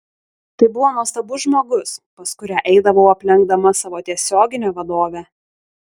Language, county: Lithuanian, Šiauliai